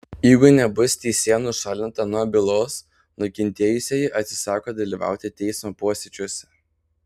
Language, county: Lithuanian, Panevėžys